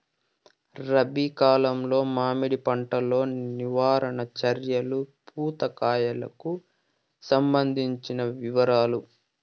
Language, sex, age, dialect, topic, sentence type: Telugu, male, 41-45, Southern, agriculture, question